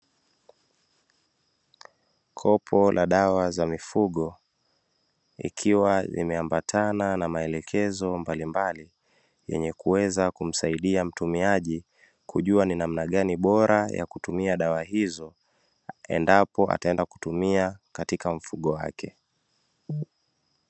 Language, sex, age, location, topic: Swahili, male, 25-35, Dar es Salaam, agriculture